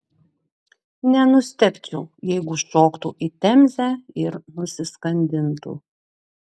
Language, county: Lithuanian, Klaipėda